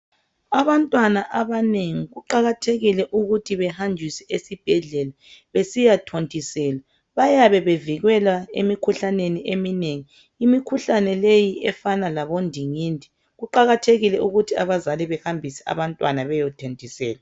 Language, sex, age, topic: North Ndebele, female, 25-35, health